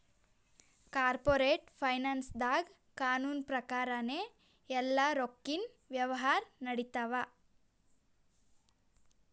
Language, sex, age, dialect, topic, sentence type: Kannada, female, 18-24, Northeastern, banking, statement